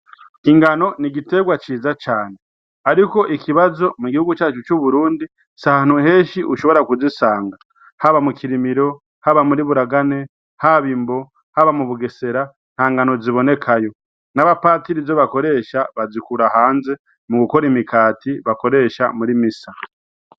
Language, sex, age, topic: Rundi, male, 36-49, agriculture